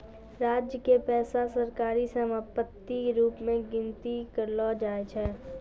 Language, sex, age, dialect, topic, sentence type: Maithili, female, 46-50, Angika, banking, statement